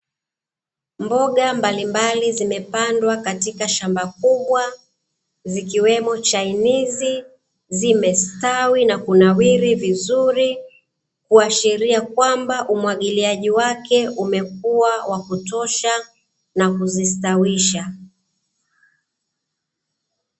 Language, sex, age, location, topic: Swahili, female, 25-35, Dar es Salaam, agriculture